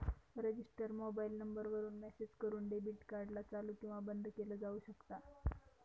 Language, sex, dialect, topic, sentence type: Marathi, female, Northern Konkan, banking, statement